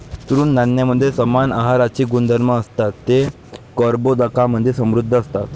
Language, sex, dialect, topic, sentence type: Marathi, male, Varhadi, agriculture, statement